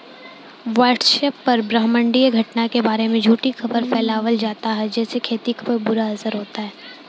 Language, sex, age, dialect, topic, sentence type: Bhojpuri, female, 18-24, Southern / Standard, agriculture, question